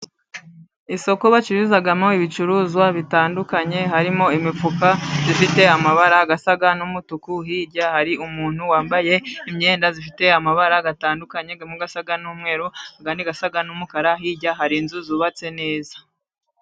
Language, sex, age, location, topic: Kinyarwanda, female, 25-35, Musanze, finance